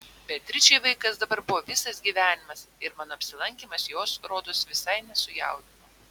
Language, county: Lithuanian, Vilnius